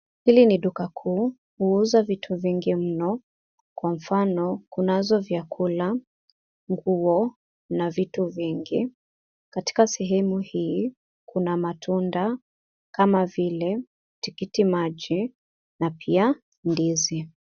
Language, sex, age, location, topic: Swahili, female, 25-35, Nairobi, finance